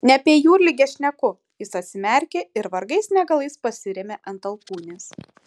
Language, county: Lithuanian, Šiauliai